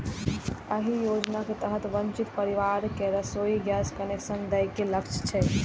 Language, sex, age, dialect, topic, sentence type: Maithili, female, 18-24, Eastern / Thethi, agriculture, statement